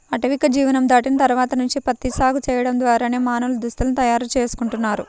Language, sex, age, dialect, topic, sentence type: Telugu, male, 36-40, Central/Coastal, agriculture, statement